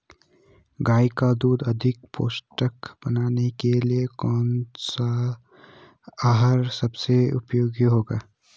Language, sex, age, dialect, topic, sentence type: Hindi, male, 18-24, Garhwali, agriculture, question